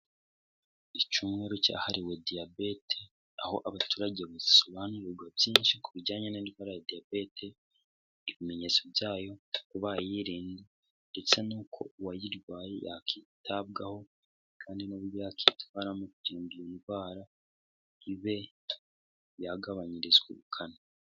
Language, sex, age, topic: Kinyarwanda, male, 18-24, health